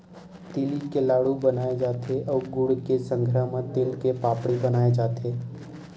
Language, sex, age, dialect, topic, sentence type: Chhattisgarhi, male, 18-24, Western/Budati/Khatahi, agriculture, statement